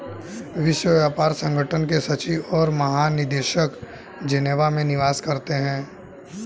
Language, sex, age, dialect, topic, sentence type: Hindi, male, 18-24, Hindustani Malvi Khadi Boli, banking, statement